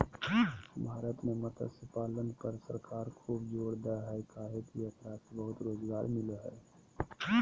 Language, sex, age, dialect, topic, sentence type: Magahi, male, 31-35, Southern, agriculture, statement